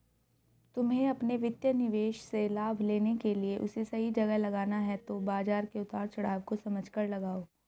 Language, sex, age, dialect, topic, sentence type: Hindi, female, 31-35, Hindustani Malvi Khadi Boli, banking, statement